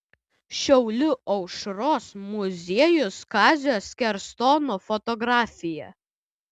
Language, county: Lithuanian, Utena